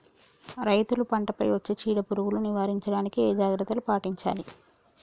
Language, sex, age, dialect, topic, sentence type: Telugu, male, 46-50, Telangana, agriculture, question